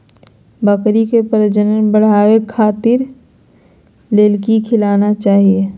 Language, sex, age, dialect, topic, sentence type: Magahi, female, 46-50, Southern, agriculture, question